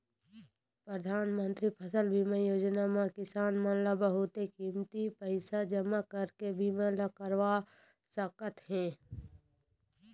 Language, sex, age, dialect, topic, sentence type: Chhattisgarhi, female, 60-100, Eastern, agriculture, statement